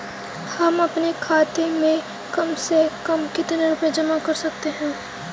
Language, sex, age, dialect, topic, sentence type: Hindi, female, 18-24, Kanauji Braj Bhasha, banking, question